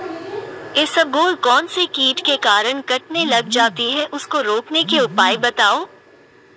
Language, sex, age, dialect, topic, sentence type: Hindi, female, 18-24, Marwari Dhudhari, agriculture, question